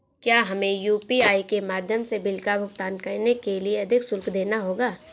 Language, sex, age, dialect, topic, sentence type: Hindi, female, 18-24, Awadhi Bundeli, banking, question